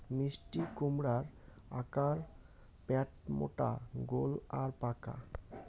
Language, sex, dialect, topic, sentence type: Bengali, male, Rajbangshi, agriculture, statement